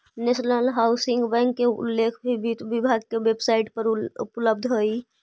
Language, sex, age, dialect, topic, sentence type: Magahi, female, 25-30, Central/Standard, banking, statement